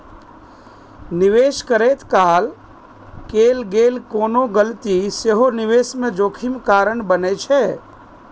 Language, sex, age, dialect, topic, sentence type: Maithili, male, 31-35, Eastern / Thethi, banking, statement